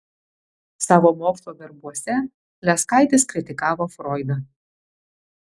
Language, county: Lithuanian, Vilnius